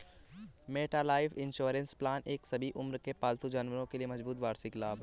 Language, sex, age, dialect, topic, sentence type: Hindi, male, 18-24, Awadhi Bundeli, banking, statement